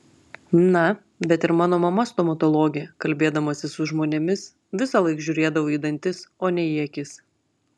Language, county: Lithuanian, Klaipėda